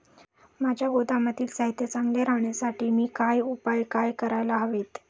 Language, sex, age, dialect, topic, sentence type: Marathi, female, 31-35, Standard Marathi, agriculture, question